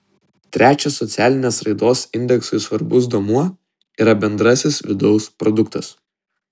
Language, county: Lithuanian, Vilnius